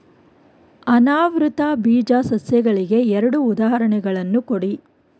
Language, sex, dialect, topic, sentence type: Kannada, female, Mysore Kannada, agriculture, question